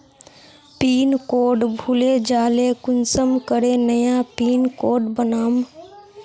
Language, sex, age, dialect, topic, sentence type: Magahi, female, 51-55, Northeastern/Surjapuri, banking, question